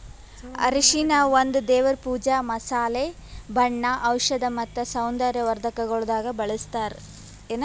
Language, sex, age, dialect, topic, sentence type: Kannada, female, 18-24, Northeastern, agriculture, statement